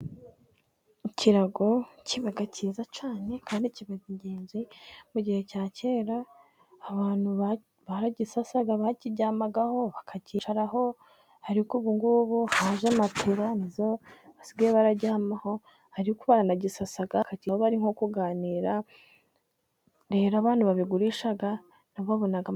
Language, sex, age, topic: Kinyarwanda, female, 18-24, government